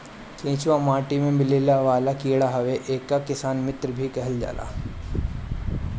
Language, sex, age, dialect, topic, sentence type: Bhojpuri, male, 18-24, Northern, agriculture, statement